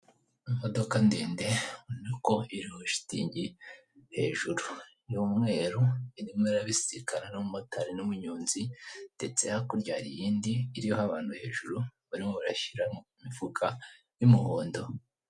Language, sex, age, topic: Kinyarwanda, female, 18-24, government